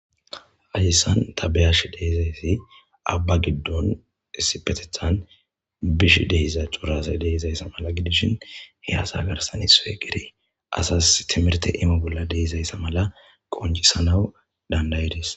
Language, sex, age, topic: Gamo, male, 25-35, government